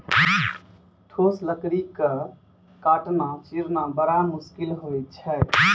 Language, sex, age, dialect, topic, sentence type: Maithili, male, 18-24, Angika, agriculture, statement